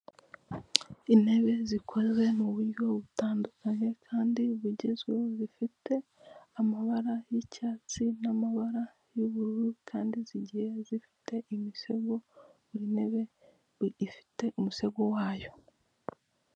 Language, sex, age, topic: Kinyarwanda, female, 25-35, finance